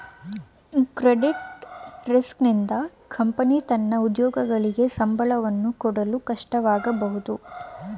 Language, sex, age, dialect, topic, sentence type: Kannada, female, 18-24, Mysore Kannada, banking, statement